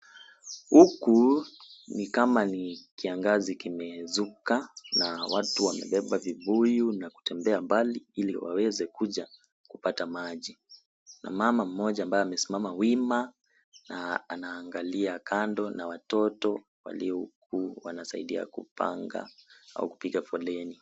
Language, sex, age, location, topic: Swahili, male, 18-24, Kisii, health